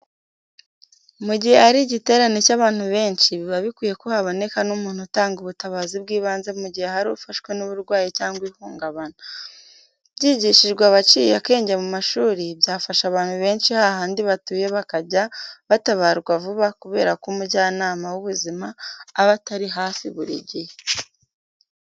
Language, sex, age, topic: Kinyarwanda, female, 18-24, education